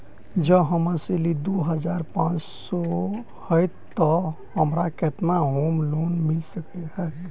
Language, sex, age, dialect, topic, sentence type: Maithili, male, 18-24, Southern/Standard, banking, question